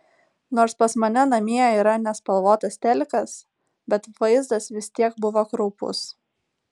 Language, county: Lithuanian, Vilnius